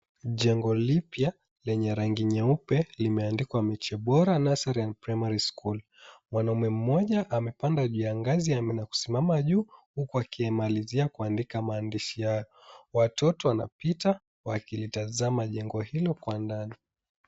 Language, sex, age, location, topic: Swahili, male, 18-24, Mombasa, education